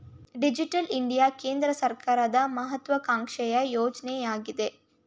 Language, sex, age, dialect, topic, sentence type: Kannada, female, 18-24, Mysore Kannada, banking, statement